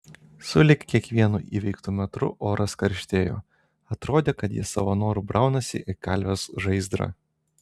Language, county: Lithuanian, Telšiai